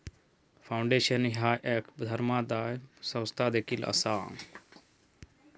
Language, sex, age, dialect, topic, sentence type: Marathi, male, 36-40, Southern Konkan, banking, statement